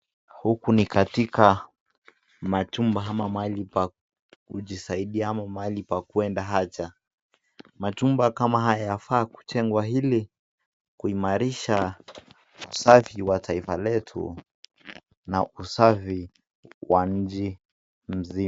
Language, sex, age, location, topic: Swahili, male, 18-24, Nakuru, health